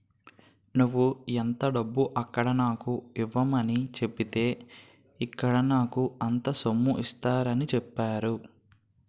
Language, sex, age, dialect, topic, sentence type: Telugu, male, 18-24, Utterandhra, banking, statement